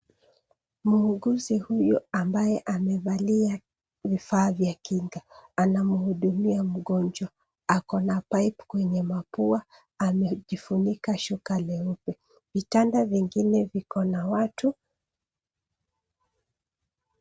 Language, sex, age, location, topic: Swahili, female, 36-49, Nairobi, health